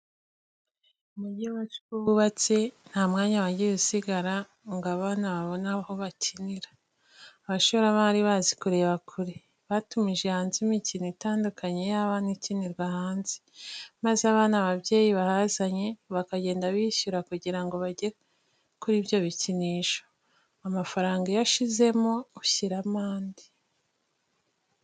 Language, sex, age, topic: Kinyarwanda, female, 25-35, education